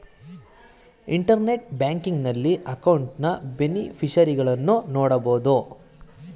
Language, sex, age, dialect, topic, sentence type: Kannada, male, 18-24, Mysore Kannada, banking, statement